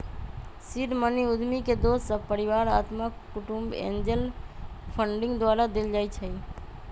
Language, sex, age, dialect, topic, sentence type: Magahi, female, 31-35, Western, banking, statement